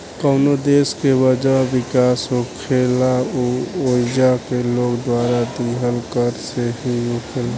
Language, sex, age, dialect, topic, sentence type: Bhojpuri, male, 18-24, Southern / Standard, banking, statement